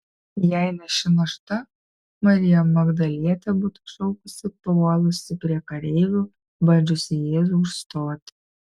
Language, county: Lithuanian, Kaunas